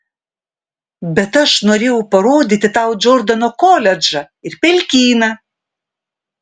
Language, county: Lithuanian, Vilnius